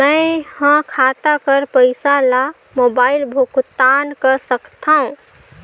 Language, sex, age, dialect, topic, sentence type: Chhattisgarhi, female, 18-24, Northern/Bhandar, banking, question